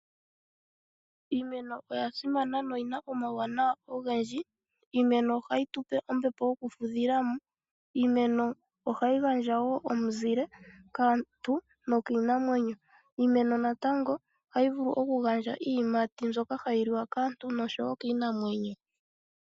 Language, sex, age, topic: Oshiwambo, female, 25-35, agriculture